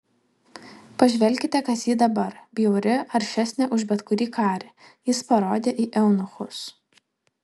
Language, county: Lithuanian, Vilnius